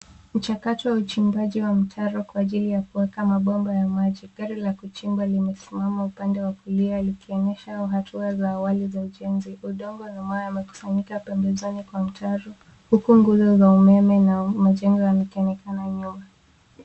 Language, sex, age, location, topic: Swahili, female, 18-24, Nairobi, government